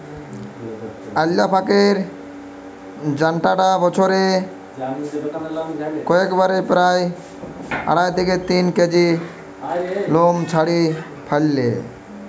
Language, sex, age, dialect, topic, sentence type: Bengali, male, 18-24, Western, agriculture, statement